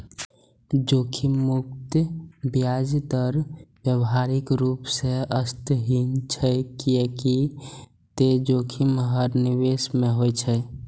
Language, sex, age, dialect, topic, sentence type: Maithili, male, 18-24, Eastern / Thethi, banking, statement